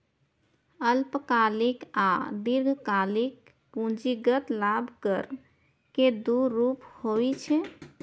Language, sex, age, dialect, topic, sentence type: Maithili, female, 31-35, Eastern / Thethi, banking, statement